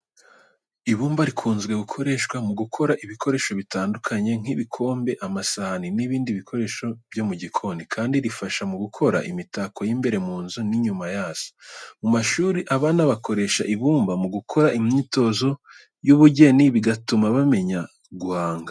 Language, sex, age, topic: Kinyarwanda, male, 18-24, education